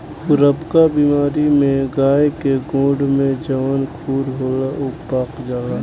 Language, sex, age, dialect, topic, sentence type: Bhojpuri, male, 18-24, Southern / Standard, agriculture, statement